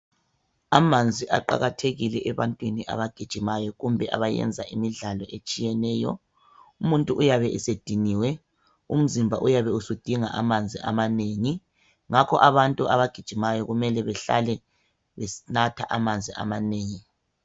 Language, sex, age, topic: North Ndebele, female, 25-35, health